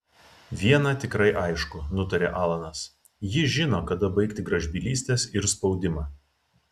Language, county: Lithuanian, Vilnius